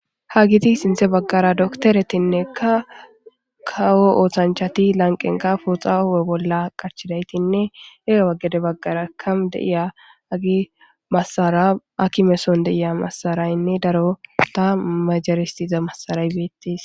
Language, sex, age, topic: Gamo, female, 18-24, government